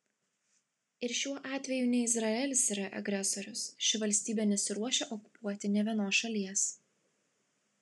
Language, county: Lithuanian, Klaipėda